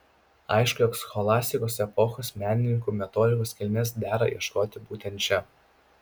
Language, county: Lithuanian, Kaunas